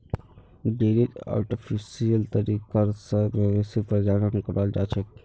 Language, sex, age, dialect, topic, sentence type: Magahi, male, 51-55, Northeastern/Surjapuri, agriculture, statement